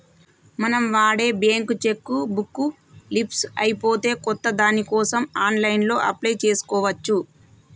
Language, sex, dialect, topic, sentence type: Telugu, female, Telangana, banking, statement